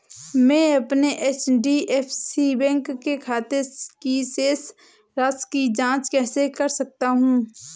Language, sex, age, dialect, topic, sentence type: Hindi, female, 18-24, Awadhi Bundeli, banking, question